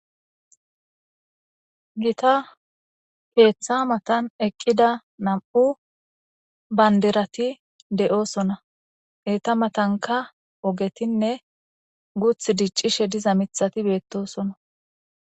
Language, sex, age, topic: Gamo, female, 18-24, government